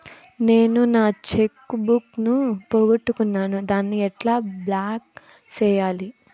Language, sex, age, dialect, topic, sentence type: Telugu, female, 18-24, Southern, banking, question